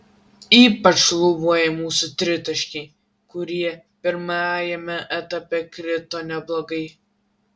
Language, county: Lithuanian, Vilnius